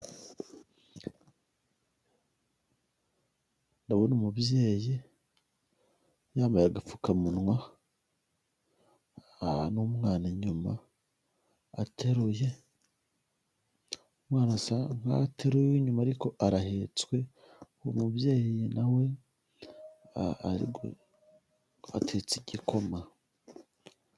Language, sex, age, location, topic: Kinyarwanda, female, 18-24, Huye, health